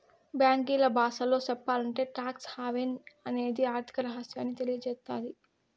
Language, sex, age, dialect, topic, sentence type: Telugu, female, 18-24, Southern, banking, statement